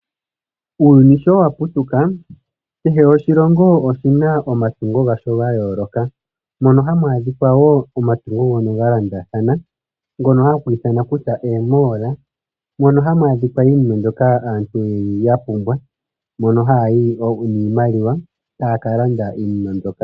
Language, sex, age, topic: Oshiwambo, male, 25-35, finance